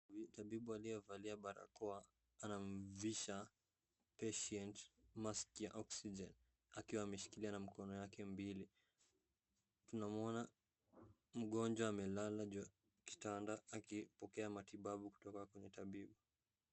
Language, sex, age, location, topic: Swahili, male, 18-24, Wajir, health